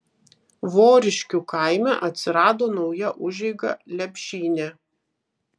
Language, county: Lithuanian, Vilnius